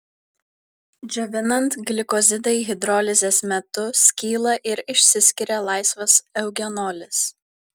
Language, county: Lithuanian, Vilnius